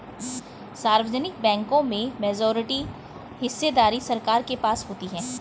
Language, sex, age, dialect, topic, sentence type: Hindi, female, 41-45, Hindustani Malvi Khadi Boli, banking, statement